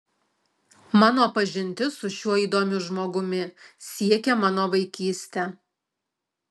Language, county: Lithuanian, Alytus